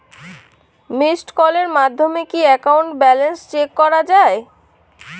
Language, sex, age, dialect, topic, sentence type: Bengali, female, 18-24, Rajbangshi, banking, question